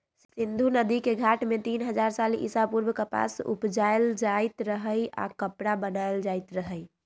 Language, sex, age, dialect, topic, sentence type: Magahi, female, 18-24, Western, agriculture, statement